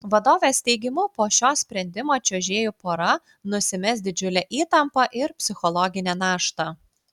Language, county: Lithuanian, Klaipėda